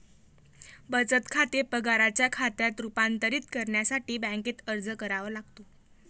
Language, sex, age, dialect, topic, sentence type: Marathi, female, 18-24, Northern Konkan, banking, statement